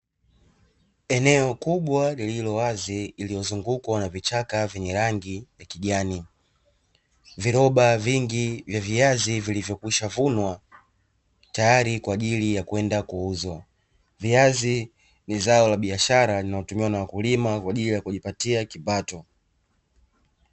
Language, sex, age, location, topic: Swahili, male, 18-24, Dar es Salaam, agriculture